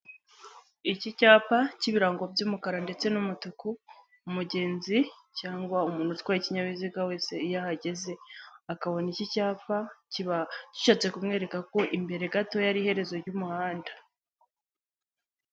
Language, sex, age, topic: Kinyarwanda, male, 18-24, government